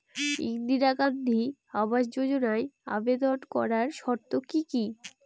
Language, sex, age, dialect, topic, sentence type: Bengali, female, 18-24, Northern/Varendri, banking, question